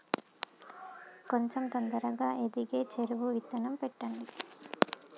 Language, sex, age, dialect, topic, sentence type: Telugu, female, 25-30, Telangana, agriculture, question